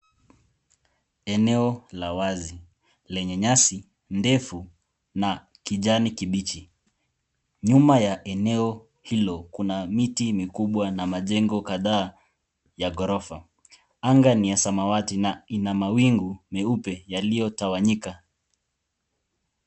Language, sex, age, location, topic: Swahili, male, 18-24, Nairobi, health